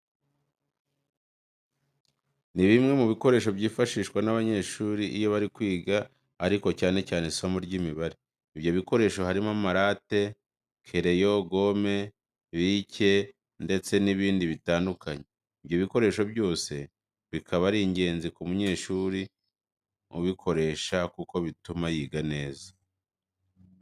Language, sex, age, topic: Kinyarwanda, male, 25-35, education